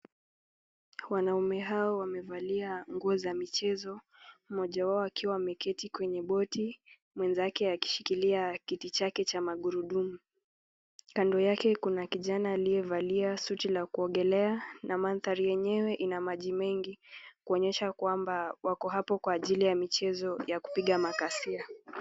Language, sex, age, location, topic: Swahili, female, 18-24, Nakuru, education